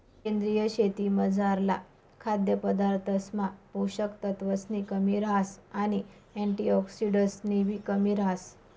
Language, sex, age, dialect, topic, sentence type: Marathi, female, 25-30, Northern Konkan, agriculture, statement